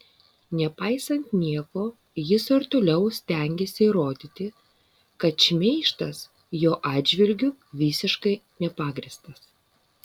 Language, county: Lithuanian, Vilnius